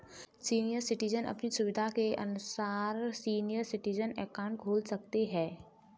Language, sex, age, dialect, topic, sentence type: Hindi, female, 18-24, Kanauji Braj Bhasha, banking, statement